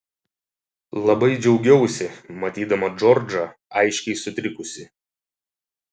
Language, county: Lithuanian, Šiauliai